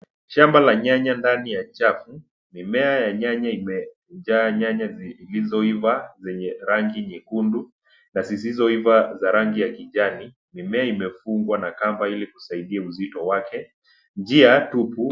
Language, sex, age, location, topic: Swahili, male, 25-35, Nairobi, agriculture